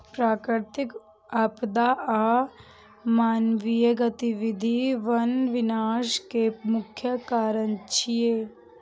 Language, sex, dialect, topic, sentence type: Maithili, female, Eastern / Thethi, agriculture, statement